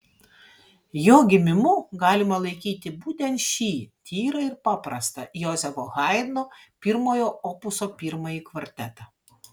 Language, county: Lithuanian, Vilnius